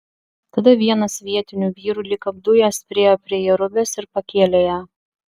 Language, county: Lithuanian, Vilnius